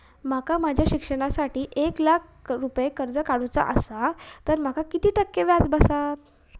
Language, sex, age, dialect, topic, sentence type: Marathi, female, 41-45, Southern Konkan, banking, question